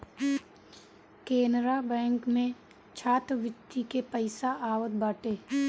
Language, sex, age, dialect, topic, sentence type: Bhojpuri, female, 25-30, Northern, banking, statement